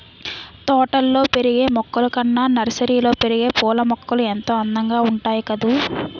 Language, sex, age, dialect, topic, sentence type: Telugu, female, 18-24, Utterandhra, agriculture, statement